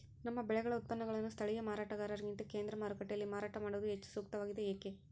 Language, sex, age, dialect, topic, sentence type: Kannada, female, 56-60, Central, agriculture, question